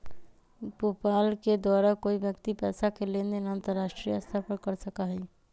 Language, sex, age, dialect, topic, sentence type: Magahi, female, 31-35, Western, banking, statement